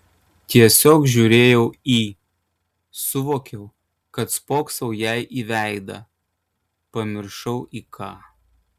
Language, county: Lithuanian, Kaunas